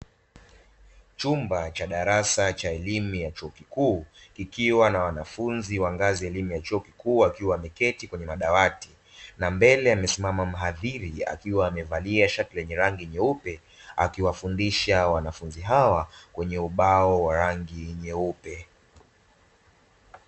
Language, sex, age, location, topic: Swahili, male, 25-35, Dar es Salaam, education